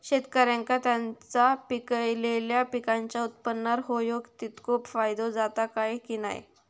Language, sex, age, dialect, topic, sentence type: Marathi, female, 51-55, Southern Konkan, agriculture, question